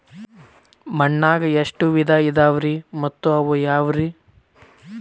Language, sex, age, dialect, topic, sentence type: Kannada, male, 18-24, Dharwad Kannada, agriculture, question